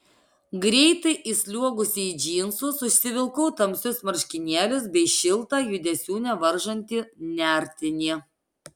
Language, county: Lithuanian, Alytus